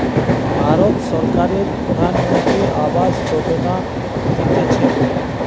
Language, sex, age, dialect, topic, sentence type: Bengali, male, 31-35, Western, banking, statement